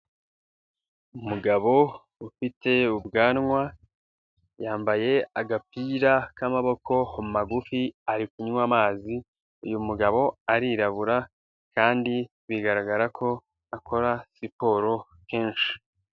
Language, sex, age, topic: Kinyarwanda, male, 18-24, health